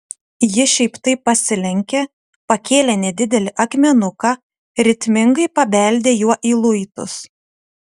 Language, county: Lithuanian, Utena